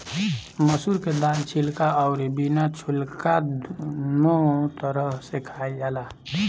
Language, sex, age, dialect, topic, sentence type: Bhojpuri, male, 18-24, Northern, agriculture, statement